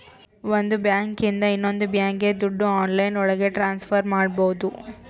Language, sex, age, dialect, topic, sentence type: Kannada, female, 18-24, Central, banking, statement